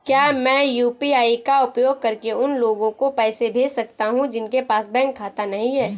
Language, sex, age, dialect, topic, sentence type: Hindi, female, 18-24, Kanauji Braj Bhasha, banking, question